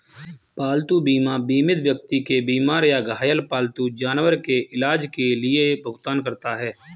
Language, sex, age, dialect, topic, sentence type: Hindi, male, 18-24, Kanauji Braj Bhasha, banking, statement